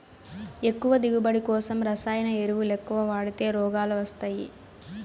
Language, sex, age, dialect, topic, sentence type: Telugu, female, 18-24, Southern, agriculture, statement